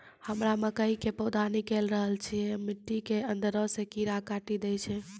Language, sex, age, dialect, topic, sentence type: Maithili, female, 25-30, Angika, agriculture, question